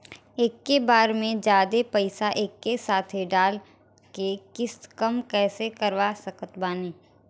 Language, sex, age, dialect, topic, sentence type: Bhojpuri, female, 18-24, Southern / Standard, banking, question